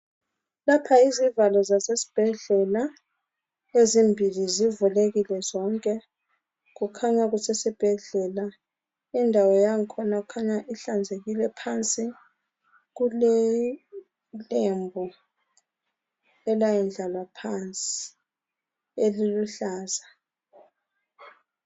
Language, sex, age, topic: North Ndebele, female, 36-49, health